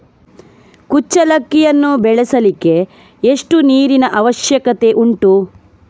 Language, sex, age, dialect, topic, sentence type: Kannada, female, 18-24, Coastal/Dakshin, agriculture, question